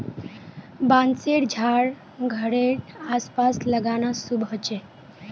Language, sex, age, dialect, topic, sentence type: Magahi, female, 18-24, Northeastern/Surjapuri, agriculture, statement